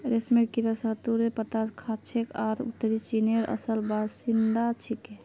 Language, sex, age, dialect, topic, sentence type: Magahi, female, 60-100, Northeastern/Surjapuri, agriculture, statement